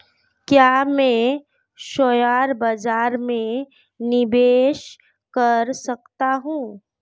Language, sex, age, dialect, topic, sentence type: Hindi, female, 25-30, Marwari Dhudhari, banking, question